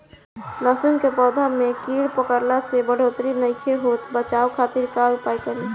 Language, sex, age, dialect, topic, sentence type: Bhojpuri, female, 18-24, Southern / Standard, agriculture, question